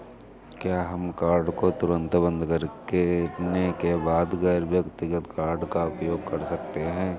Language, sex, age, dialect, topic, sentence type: Hindi, male, 31-35, Awadhi Bundeli, banking, question